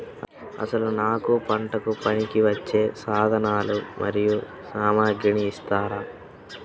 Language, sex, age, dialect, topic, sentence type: Telugu, male, 31-35, Central/Coastal, agriculture, question